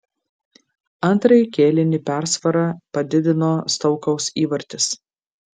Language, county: Lithuanian, Marijampolė